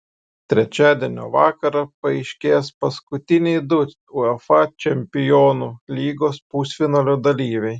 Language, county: Lithuanian, Šiauliai